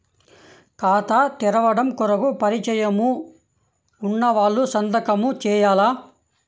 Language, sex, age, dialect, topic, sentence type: Telugu, male, 18-24, Central/Coastal, banking, question